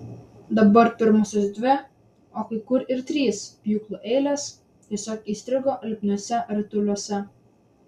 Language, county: Lithuanian, Vilnius